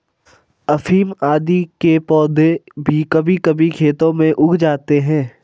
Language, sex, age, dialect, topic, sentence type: Hindi, male, 18-24, Hindustani Malvi Khadi Boli, agriculture, statement